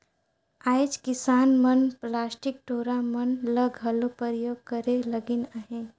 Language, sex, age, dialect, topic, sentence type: Chhattisgarhi, female, 36-40, Northern/Bhandar, agriculture, statement